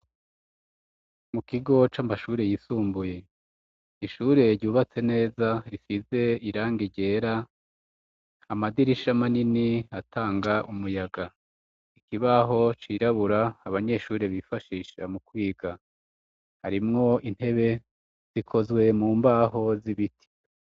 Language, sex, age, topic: Rundi, female, 36-49, education